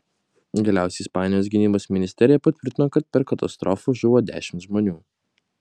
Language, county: Lithuanian, Kaunas